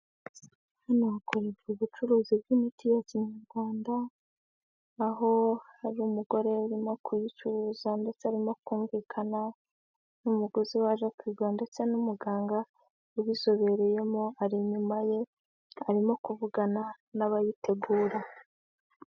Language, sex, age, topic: Kinyarwanda, female, 25-35, health